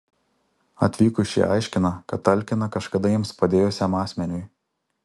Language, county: Lithuanian, Alytus